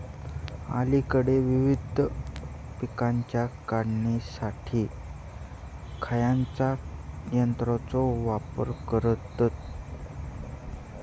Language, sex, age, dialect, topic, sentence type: Marathi, male, 18-24, Southern Konkan, agriculture, question